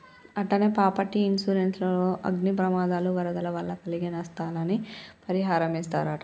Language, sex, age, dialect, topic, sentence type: Telugu, female, 25-30, Telangana, banking, statement